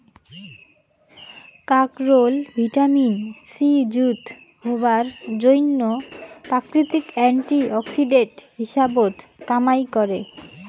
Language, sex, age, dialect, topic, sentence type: Bengali, female, 18-24, Rajbangshi, agriculture, statement